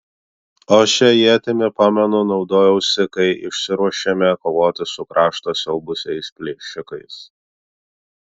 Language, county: Lithuanian, Vilnius